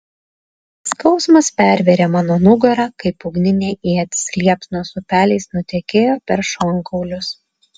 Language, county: Lithuanian, Alytus